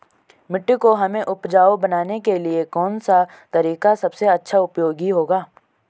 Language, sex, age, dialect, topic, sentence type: Hindi, male, 18-24, Garhwali, agriculture, question